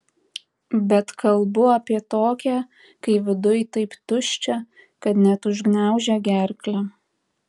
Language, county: Lithuanian, Tauragė